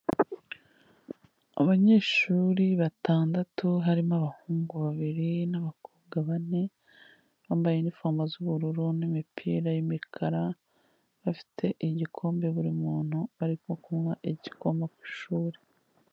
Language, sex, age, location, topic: Kinyarwanda, female, 25-35, Kigali, health